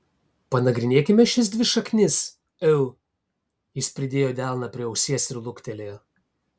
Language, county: Lithuanian, Kaunas